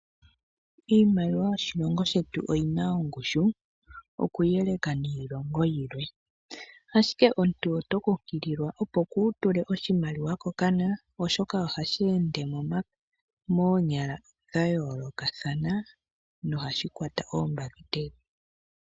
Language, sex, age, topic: Oshiwambo, female, 18-24, finance